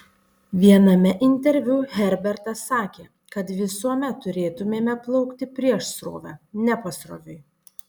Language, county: Lithuanian, Panevėžys